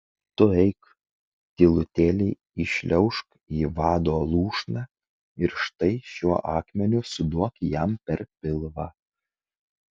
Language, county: Lithuanian, Kaunas